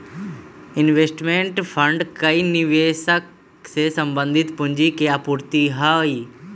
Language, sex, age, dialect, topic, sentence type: Magahi, male, 25-30, Western, banking, statement